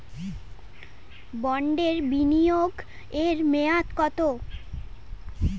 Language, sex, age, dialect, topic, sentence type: Bengali, female, 18-24, Standard Colloquial, banking, question